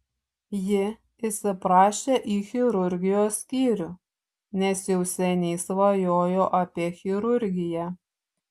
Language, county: Lithuanian, Šiauliai